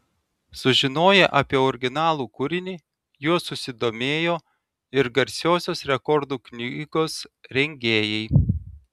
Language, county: Lithuanian, Telšiai